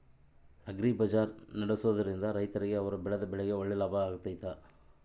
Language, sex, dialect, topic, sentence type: Kannada, male, Central, agriculture, question